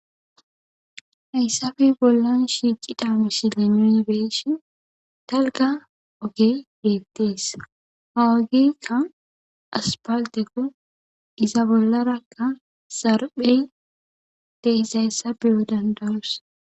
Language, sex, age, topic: Gamo, female, 18-24, government